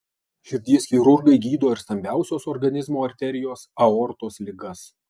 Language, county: Lithuanian, Alytus